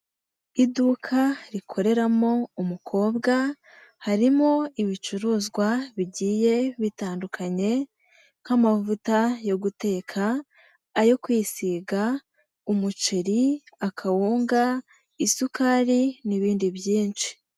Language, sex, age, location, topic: Kinyarwanda, female, 18-24, Nyagatare, finance